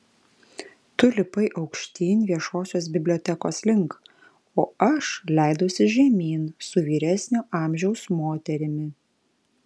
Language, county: Lithuanian, Alytus